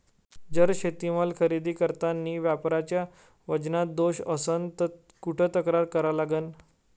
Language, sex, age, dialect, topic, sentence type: Marathi, male, 18-24, Varhadi, agriculture, question